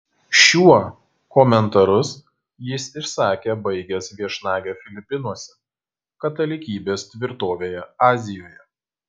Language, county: Lithuanian, Kaunas